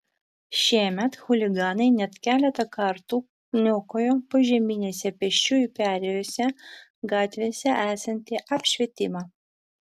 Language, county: Lithuanian, Vilnius